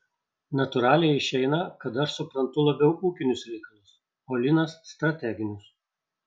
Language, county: Lithuanian, Šiauliai